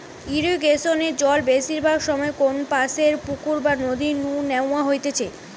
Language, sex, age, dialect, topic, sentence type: Bengali, female, 18-24, Western, agriculture, statement